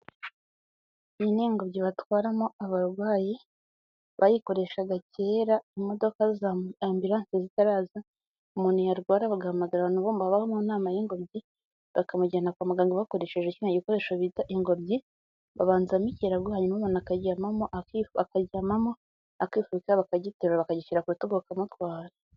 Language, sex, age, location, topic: Kinyarwanda, female, 25-35, Nyagatare, health